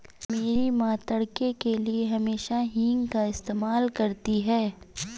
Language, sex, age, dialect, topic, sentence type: Hindi, female, 25-30, Awadhi Bundeli, agriculture, statement